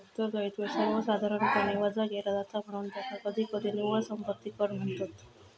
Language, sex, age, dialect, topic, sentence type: Marathi, female, 36-40, Southern Konkan, banking, statement